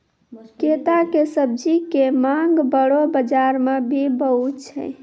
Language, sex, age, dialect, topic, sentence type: Maithili, male, 18-24, Angika, agriculture, statement